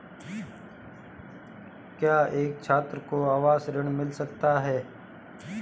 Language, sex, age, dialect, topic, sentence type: Hindi, male, 25-30, Marwari Dhudhari, banking, question